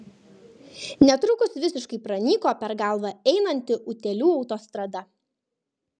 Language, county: Lithuanian, Kaunas